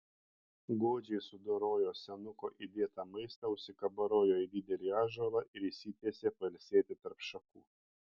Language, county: Lithuanian, Panevėžys